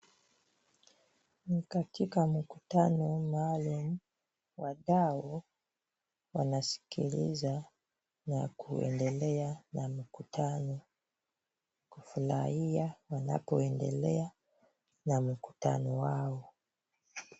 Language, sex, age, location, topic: Swahili, female, 25-35, Kisumu, government